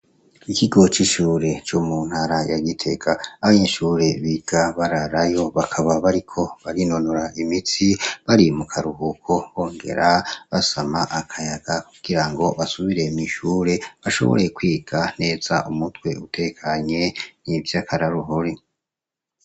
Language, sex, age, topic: Rundi, male, 25-35, education